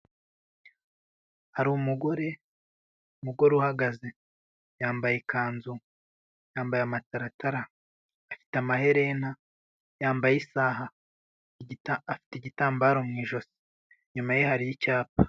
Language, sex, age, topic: Kinyarwanda, male, 25-35, government